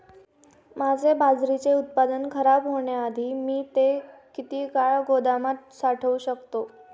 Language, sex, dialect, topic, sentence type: Marathi, female, Standard Marathi, agriculture, question